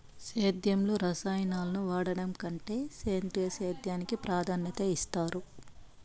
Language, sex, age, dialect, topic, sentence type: Telugu, female, 25-30, Southern, agriculture, statement